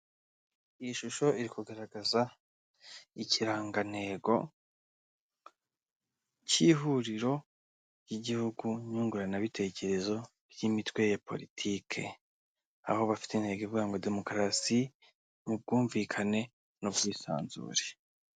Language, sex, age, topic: Kinyarwanda, male, 25-35, government